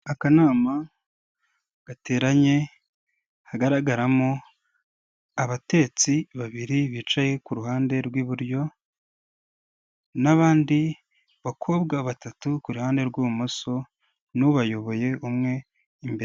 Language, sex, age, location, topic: Kinyarwanda, male, 18-24, Kigali, government